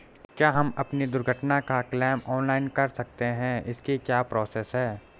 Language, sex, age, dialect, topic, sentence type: Hindi, male, 18-24, Garhwali, banking, question